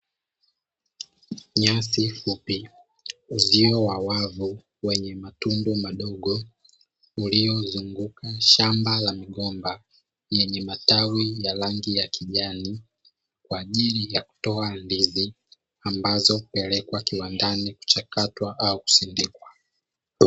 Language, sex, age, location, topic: Swahili, male, 25-35, Dar es Salaam, agriculture